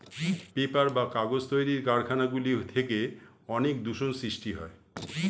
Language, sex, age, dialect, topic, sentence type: Bengali, male, 51-55, Standard Colloquial, agriculture, statement